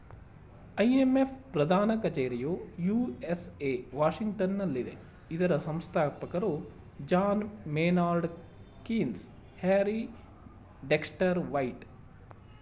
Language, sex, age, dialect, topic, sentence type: Kannada, male, 36-40, Mysore Kannada, banking, statement